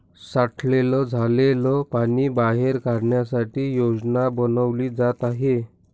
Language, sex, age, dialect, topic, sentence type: Marathi, male, 60-100, Northern Konkan, agriculture, statement